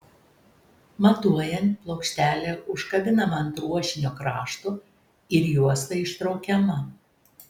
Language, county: Lithuanian, Telšiai